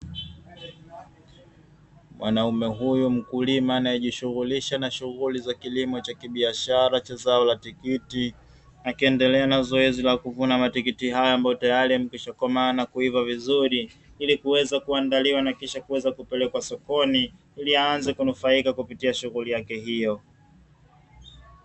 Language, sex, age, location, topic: Swahili, male, 25-35, Dar es Salaam, agriculture